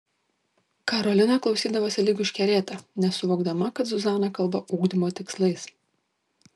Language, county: Lithuanian, Šiauliai